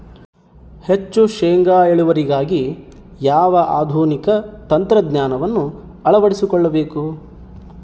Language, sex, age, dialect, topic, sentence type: Kannada, male, 31-35, Central, agriculture, question